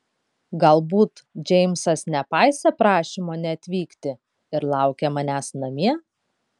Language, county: Lithuanian, Kaunas